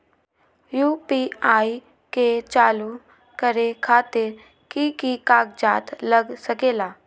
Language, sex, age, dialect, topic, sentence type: Magahi, female, 18-24, Western, banking, question